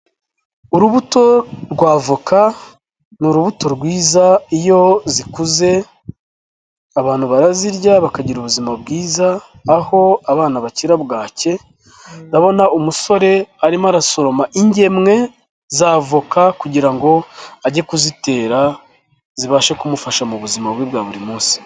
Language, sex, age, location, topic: Kinyarwanda, female, 36-49, Kigali, agriculture